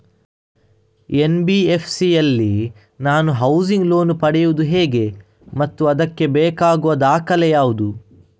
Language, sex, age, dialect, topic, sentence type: Kannada, male, 31-35, Coastal/Dakshin, banking, question